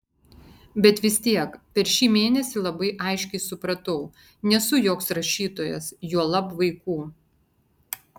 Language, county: Lithuanian, Vilnius